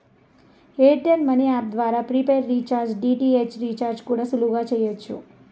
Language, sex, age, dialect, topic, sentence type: Telugu, male, 31-35, Southern, banking, statement